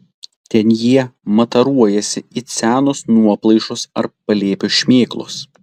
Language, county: Lithuanian, Telšiai